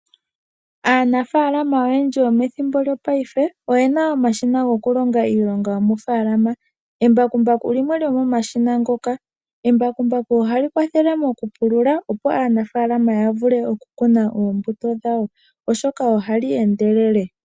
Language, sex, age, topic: Oshiwambo, female, 18-24, agriculture